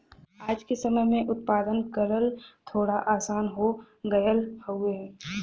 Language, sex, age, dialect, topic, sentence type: Bhojpuri, female, 18-24, Western, agriculture, statement